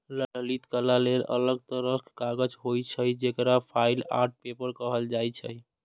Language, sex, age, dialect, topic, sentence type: Maithili, male, 18-24, Eastern / Thethi, agriculture, statement